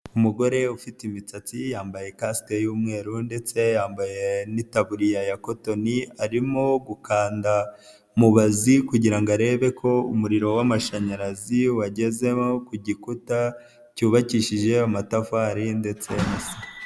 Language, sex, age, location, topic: Kinyarwanda, male, 25-35, Nyagatare, government